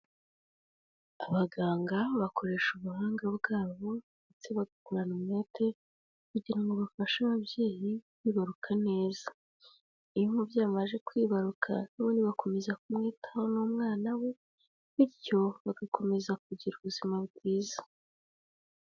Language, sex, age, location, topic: Kinyarwanda, female, 18-24, Kigali, health